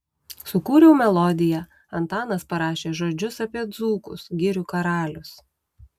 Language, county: Lithuanian, Utena